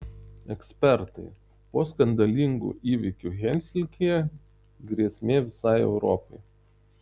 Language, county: Lithuanian, Tauragė